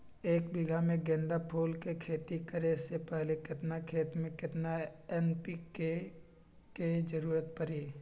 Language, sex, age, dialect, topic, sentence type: Magahi, male, 25-30, Western, agriculture, question